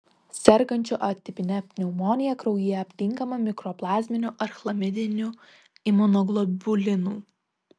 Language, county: Lithuanian, Vilnius